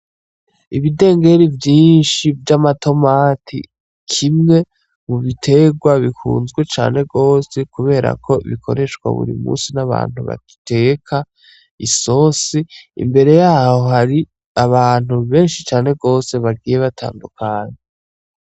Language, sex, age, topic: Rundi, male, 18-24, agriculture